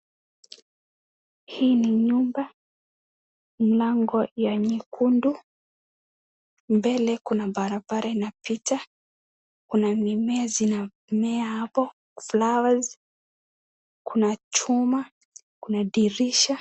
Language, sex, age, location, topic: Swahili, male, 18-24, Wajir, education